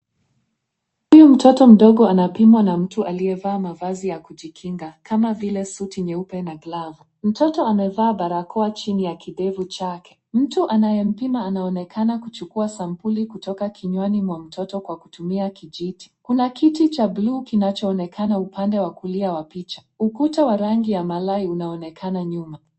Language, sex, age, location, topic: Swahili, female, 18-24, Nairobi, health